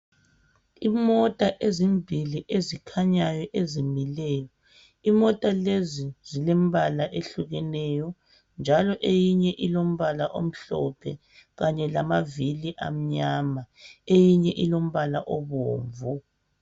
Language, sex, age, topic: North Ndebele, female, 25-35, education